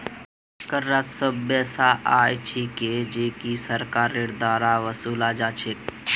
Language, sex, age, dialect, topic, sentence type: Magahi, male, 25-30, Northeastern/Surjapuri, banking, statement